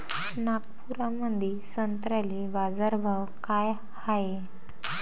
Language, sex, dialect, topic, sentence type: Marathi, female, Varhadi, agriculture, question